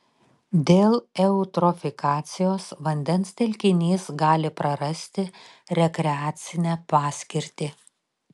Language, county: Lithuanian, Telšiai